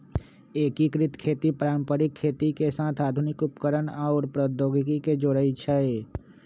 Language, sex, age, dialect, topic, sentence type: Magahi, male, 25-30, Western, agriculture, statement